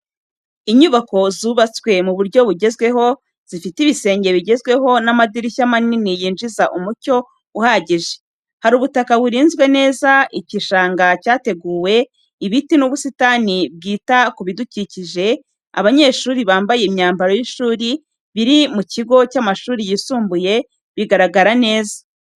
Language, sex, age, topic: Kinyarwanda, female, 36-49, education